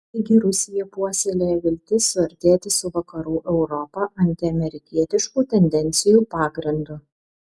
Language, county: Lithuanian, Vilnius